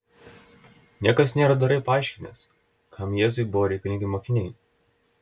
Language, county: Lithuanian, Telšiai